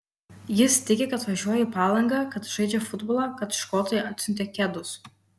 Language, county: Lithuanian, Kaunas